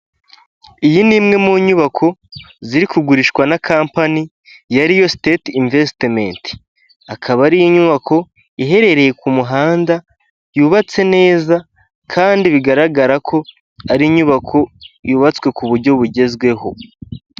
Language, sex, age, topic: Kinyarwanda, male, 18-24, finance